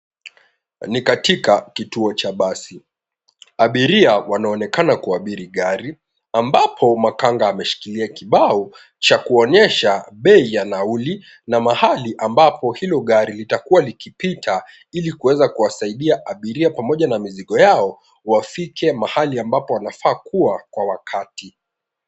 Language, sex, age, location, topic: Swahili, male, 18-24, Nairobi, government